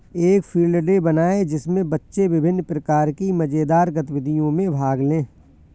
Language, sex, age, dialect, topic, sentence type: Hindi, male, 41-45, Awadhi Bundeli, agriculture, statement